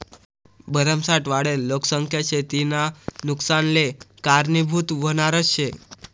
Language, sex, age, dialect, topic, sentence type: Marathi, male, 18-24, Northern Konkan, agriculture, statement